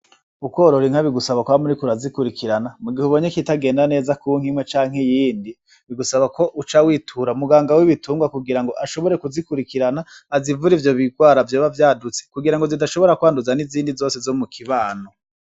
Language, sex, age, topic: Rundi, male, 25-35, agriculture